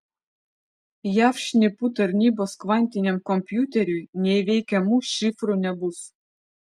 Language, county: Lithuanian, Vilnius